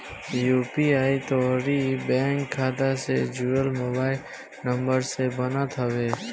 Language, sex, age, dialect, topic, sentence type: Bhojpuri, male, 18-24, Northern, banking, statement